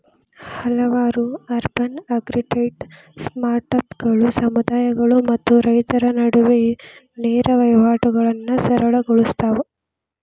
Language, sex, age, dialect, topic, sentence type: Kannada, male, 25-30, Dharwad Kannada, agriculture, statement